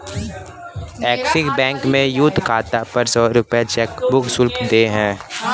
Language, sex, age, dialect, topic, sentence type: Hindi, male, 25-30, Kanauji Braj Bhasha, banking, statement